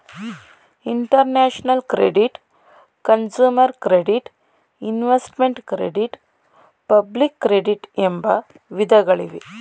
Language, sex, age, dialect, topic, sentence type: Kannada, female, 31-35, Mysore Kannada, banking, statement